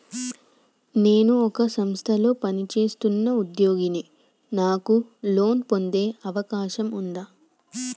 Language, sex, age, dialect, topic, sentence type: Telugu, female, 18-24, Telangana, banking, question